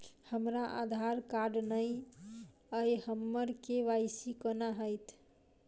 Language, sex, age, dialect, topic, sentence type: Maithili, female, 25-30, Southern/Standard, banking, question